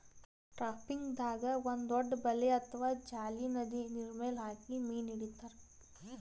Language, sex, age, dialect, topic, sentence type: Kannada, female, 18-24, Northeastern, agriculture, statement